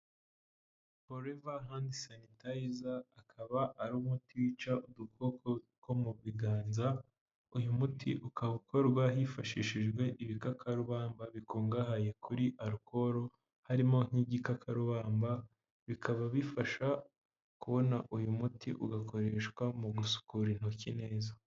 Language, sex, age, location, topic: Kinyarwanda, male, 18-24, Huye, health